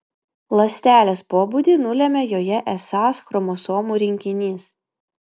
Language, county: Lithuanian, Vilnius